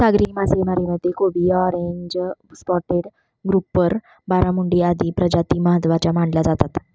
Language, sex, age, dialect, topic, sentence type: Marathi, female, 25-30, Standard Marathi, agriculture, statement